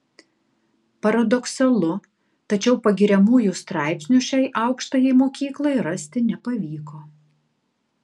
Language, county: Lithuanian, Tauragė